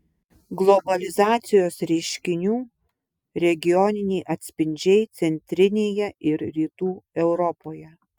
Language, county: Lithuanian, Vilnius